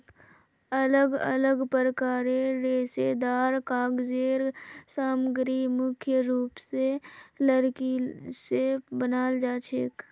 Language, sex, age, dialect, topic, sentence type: Magahi, female, 25-30, Northeastern/Surjapuri, agriculture, statement